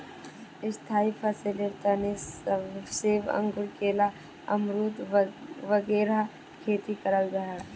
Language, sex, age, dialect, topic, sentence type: Magahi, female, 18-24, Northeastern/Surjapuri, agriculture, statement